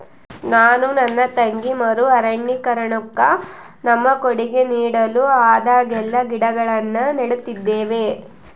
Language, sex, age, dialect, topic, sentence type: Kannada, female, 56-60, Central, agriculture, statement